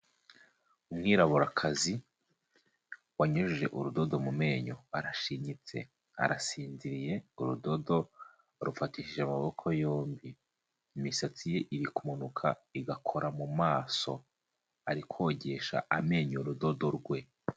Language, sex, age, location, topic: Kinyarwanda, male, 25-35, Huye, health